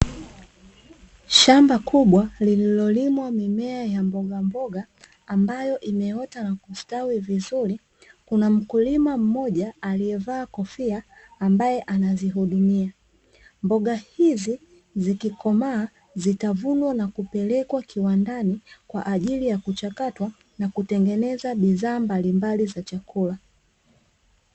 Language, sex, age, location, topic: Swahili, female, 25-35, Dar es Salaam, agriculture